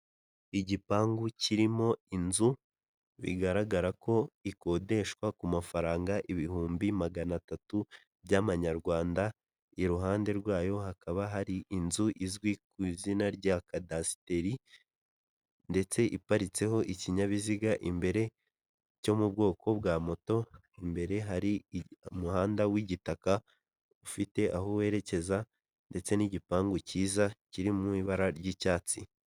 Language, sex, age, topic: Kinyarwanda, male, 18-24, finance